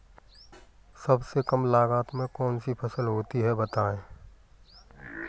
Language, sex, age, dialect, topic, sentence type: Hindi, male, 18-24, Kanauji Braj Bhasha, agriculture, question